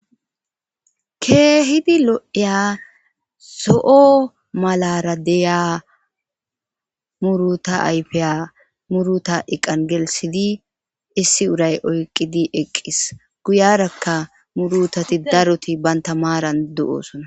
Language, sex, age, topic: Gamo, female, 25-35, agriculture